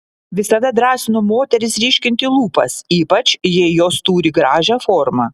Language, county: Lithuanian, Panevėžys